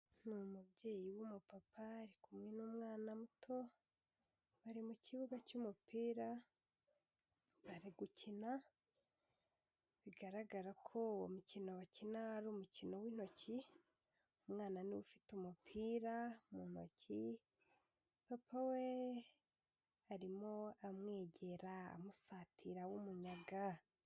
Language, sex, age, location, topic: Kinyarwanda, female, 18-24, Kigali, health